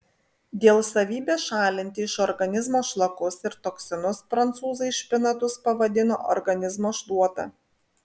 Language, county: Lithuanian, Vilnius